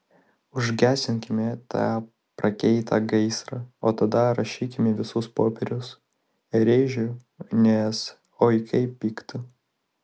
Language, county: Lithuanian, Vilnius